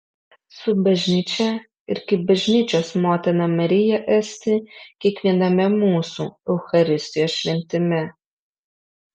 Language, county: Lithuanian, Alytus